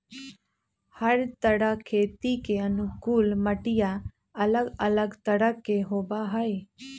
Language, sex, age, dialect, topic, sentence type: Magahi, female, 25-30, Western, agriculture, statement